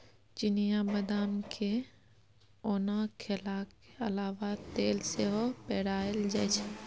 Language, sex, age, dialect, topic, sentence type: Maithili, female, 25-30, Bajjika, agriculture, statement